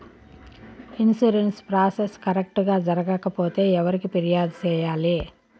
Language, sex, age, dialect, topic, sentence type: Telugu, female, 41-45, Southern, banking, question